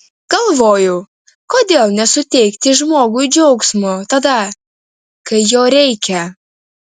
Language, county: Lithuanian, Vilnius